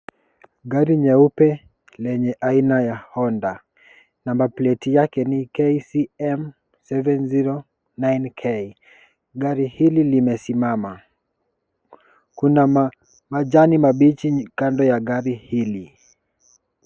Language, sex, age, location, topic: Swahili, male, 18-24, Kisumu, finance